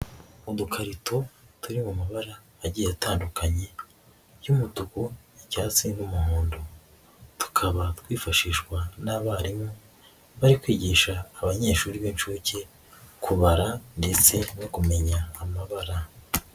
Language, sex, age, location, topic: Kinyarwanda, female, 18-24, Nyagatare, education